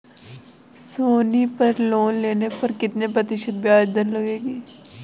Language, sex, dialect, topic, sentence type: Hindi, female, Kanauji Braj Bhasha, banking, question